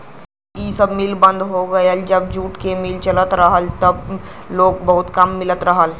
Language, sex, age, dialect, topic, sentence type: Bhojpuri, male, <18, Western, agriculture, statement